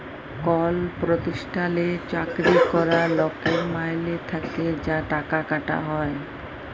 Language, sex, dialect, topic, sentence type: Bengali, female, Jharkhandi, banking, statement